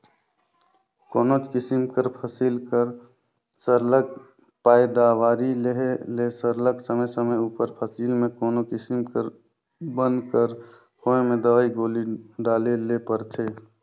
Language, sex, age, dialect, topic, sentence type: Chhattisgarhi, male, 25-30, Northern/Bhandar, agriculture, statement